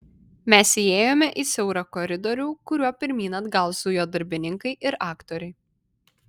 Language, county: Lithuanian, Vilnius